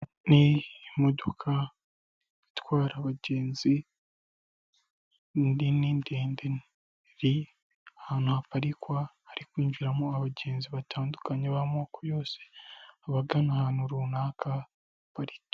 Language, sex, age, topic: Kinyarwanda, male, 25-35, government